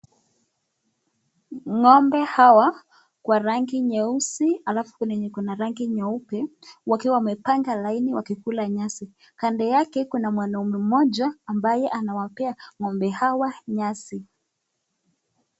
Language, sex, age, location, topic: Swahili, female, 18-24, Nakuru, agriculture